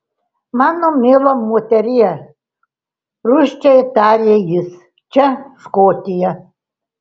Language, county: Lithuanian, Telšiai